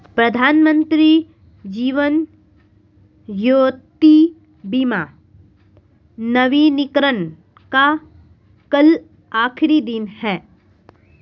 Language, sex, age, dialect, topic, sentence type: Hindi, female, 25-30, Marwari Dhudhari, banking, statement